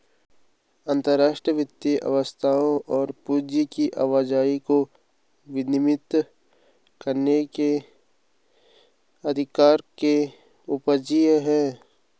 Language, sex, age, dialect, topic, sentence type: Hindi, male, 18-24, Garhwali, banking, statement